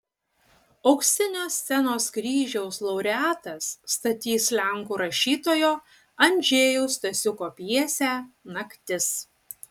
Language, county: Lithuanian, Utena